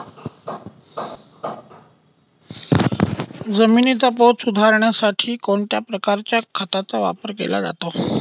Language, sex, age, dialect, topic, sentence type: Marathi, male, 18-24, Northern Konkan, agriculture, question